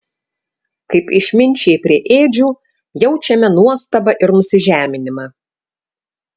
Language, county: Lithuanian, Vilnius